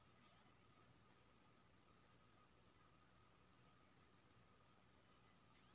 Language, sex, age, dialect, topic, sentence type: Maithili, male, 25-30, Bajjika, banking, question